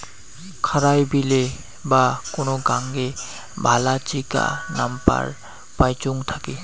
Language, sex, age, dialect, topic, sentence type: Bengali, male, 31-35, Rajbangshi, agriculture, statement